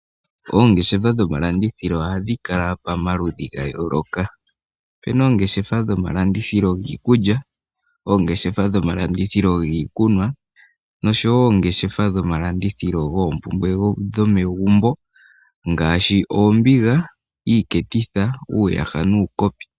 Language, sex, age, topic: Oshiwambo, male, 18-24, finance